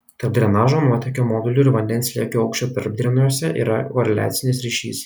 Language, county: Lithuanian, Kaunas